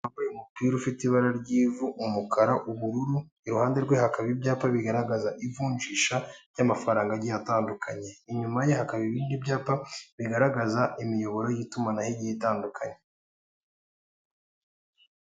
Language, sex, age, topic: Kinyarwanda, male, 18-24, finance